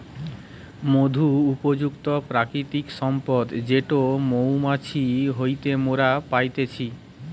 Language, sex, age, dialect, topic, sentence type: Bengali, male, 31-35, Western, agriculture, statement